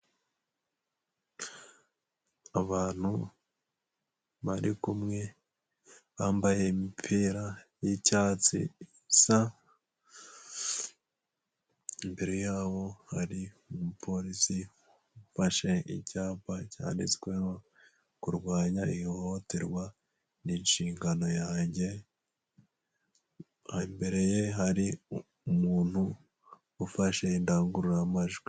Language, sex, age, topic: Kinyarwanda, male, 25-35, health